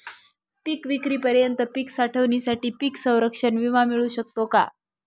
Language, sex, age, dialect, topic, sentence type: Marathi, female, 25-30, Northern Konkan, agriculture, question